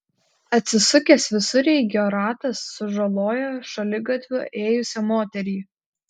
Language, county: Lithuanian, Kaunas